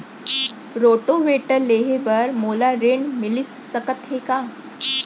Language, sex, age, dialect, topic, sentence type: Chhattisgarhi, female, 25-30, Central, agriculture, question